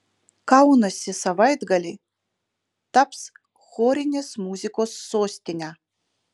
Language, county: Lithuanian, Utena